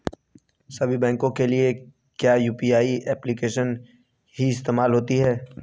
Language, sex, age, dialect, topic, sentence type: Hindi, female, 25-30, Hindustani Malvi Khadi Boli, banking, question